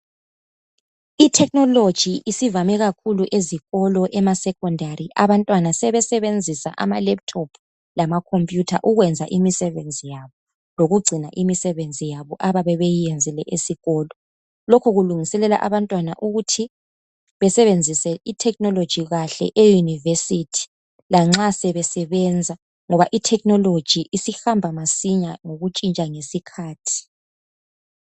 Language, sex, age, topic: North Ndebele, female, 25-35, education